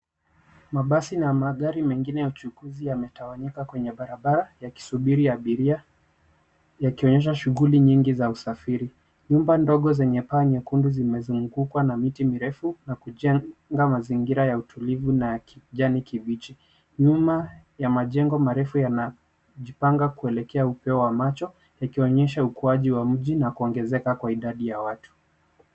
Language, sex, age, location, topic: Swahili, male, 25-35, Nairobi, government